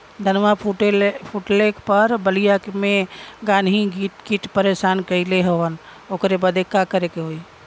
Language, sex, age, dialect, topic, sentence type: Bhojpuri, female, 41-45, Western, agriculture, question